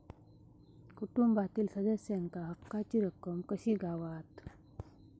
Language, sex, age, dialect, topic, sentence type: Marathi, female, 18-24, Southern Konkan, banking, question